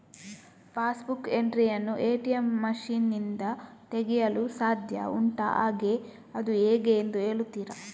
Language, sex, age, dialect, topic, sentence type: Kannada, female, 18-24, Coastal/Dakshin, banking, question